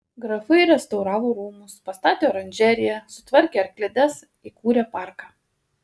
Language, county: Lithuanian, Kaunas